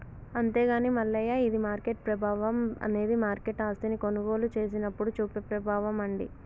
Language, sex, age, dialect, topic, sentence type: Telugu, male, 18-24, Telangana, banking, statement